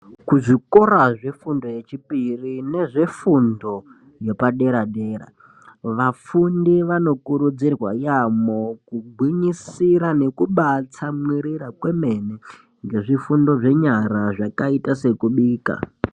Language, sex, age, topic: Ndau, male, 18-24, education